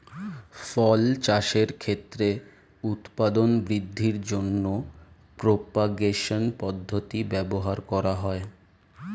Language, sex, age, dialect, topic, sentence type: Bengali, male, 25-30, Standard Colloquial, agriculture, statement